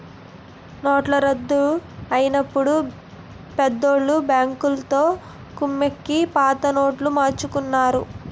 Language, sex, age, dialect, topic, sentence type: Telugu, female, 60-100, Utterandhra, banking, statement